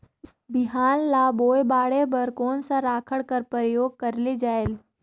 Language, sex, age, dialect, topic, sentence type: Chhattisgarhi, female, 31-35, Northern/Bhandar, agriculture, question